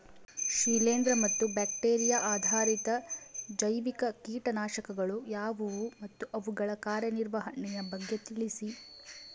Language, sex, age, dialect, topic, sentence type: Kannada, female, 18-24, Central, agriculture, question